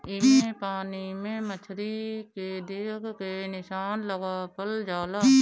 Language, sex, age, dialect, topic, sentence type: Bhojpuri, female, 18-24, Northern, agriculture, statement